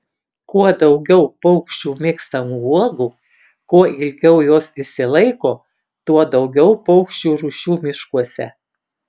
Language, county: Lithuanian, Kaunas